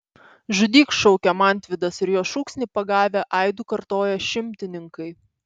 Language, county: Lithuanian, Panevėžys